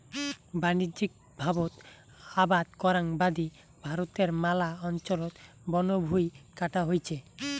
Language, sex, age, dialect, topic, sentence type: Bengali, male, 18-24, Rajbangshi, agriculture, statement